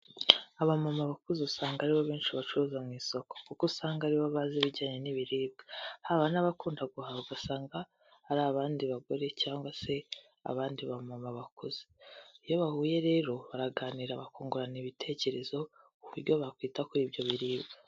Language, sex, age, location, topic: Kinyarwanda, female, 18-24, Kigali, health